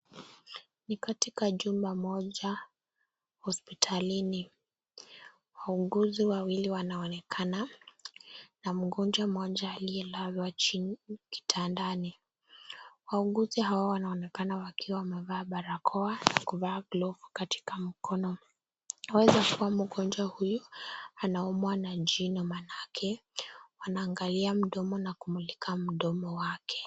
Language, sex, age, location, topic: Swahili, female, 18-24, Nakuru, health